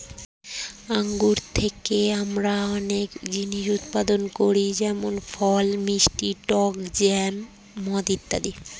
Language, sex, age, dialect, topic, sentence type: Bengali, female, 36-40, Standard Colloquial, agriculture, statement